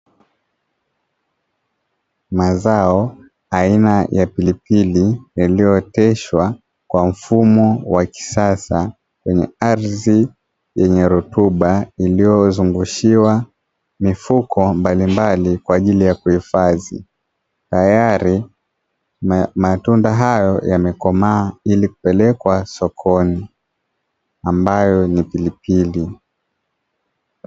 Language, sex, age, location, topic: Swahili, male, 25-35, Dar es Salaam, agriculture